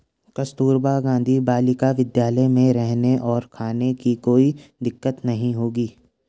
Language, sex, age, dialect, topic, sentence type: Hindi, male, 18-24, Garhwali, banking, statement